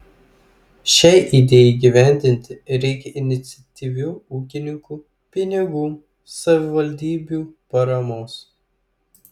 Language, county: Lithuanian, Klaipėda